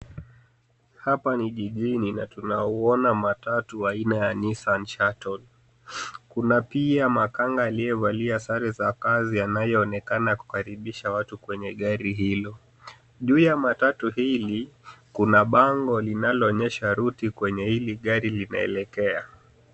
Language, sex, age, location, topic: Swahili, male, 25-35, Nairobi, government